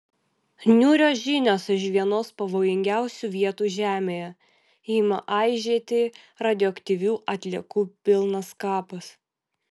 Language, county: Lithuanian, Vilnius